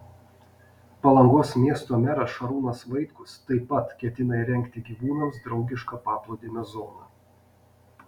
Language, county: Lithuanian, Panevėžys